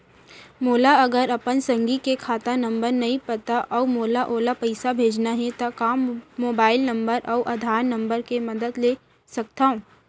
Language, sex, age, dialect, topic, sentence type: Chhattisgarhi, female, 18-24, Central, banking, question